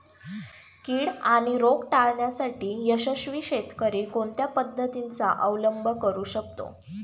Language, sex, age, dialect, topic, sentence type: Marathi, female, 18-24, Standard Marathi, agriculture, question